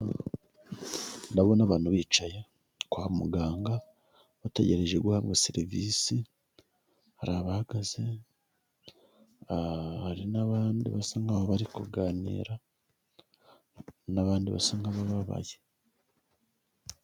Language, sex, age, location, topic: Kinyarwanda, female, 18-24, Huye, health